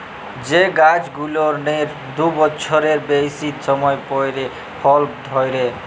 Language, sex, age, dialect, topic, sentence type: Bengali, male, 18-24, Jharkhandi, agriculture, statement